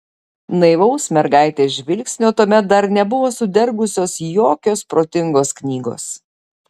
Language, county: Lithuanian, Šiauliai